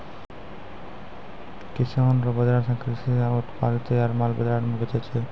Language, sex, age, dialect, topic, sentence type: Maithili, female, 25-30, Angika, agriculture, statement